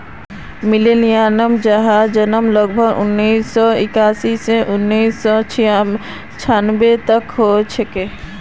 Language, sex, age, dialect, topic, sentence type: Magahi, female, 18-24, Northeastern/Surjapuri, banking, statement